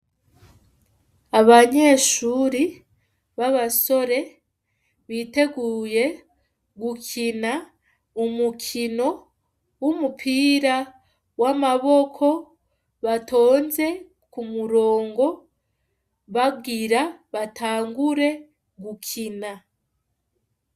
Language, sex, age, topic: Rundi, female, 25-35, education